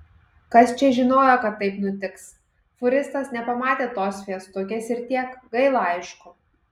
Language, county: Lithuanian, Kaunas